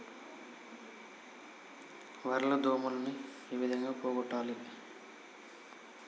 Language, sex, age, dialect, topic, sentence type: Telugu, male, 41-45, Telangana, agriculture, question